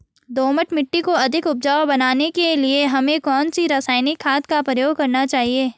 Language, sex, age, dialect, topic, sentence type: Hindi, female, 18-24, Garhwali, agriculture, question